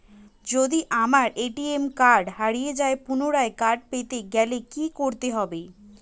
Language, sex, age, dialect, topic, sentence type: Bengali, female, 18-24, Standard Colloquial, banking, question